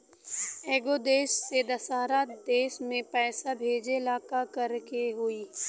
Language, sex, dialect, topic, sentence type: Bhojpuri, female, Western, banking, question